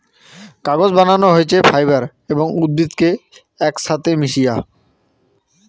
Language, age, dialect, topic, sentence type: Bengali, 18-24, Rajbangshi, agriculture, statement